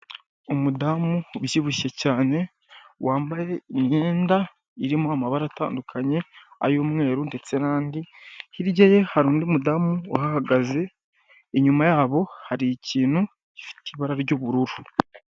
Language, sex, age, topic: Kinyarwanda, male, 18-24, government